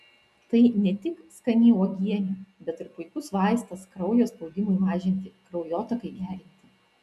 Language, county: Lithuanian, Vilnius